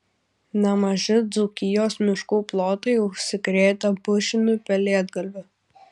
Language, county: Lithuanian, Kaunas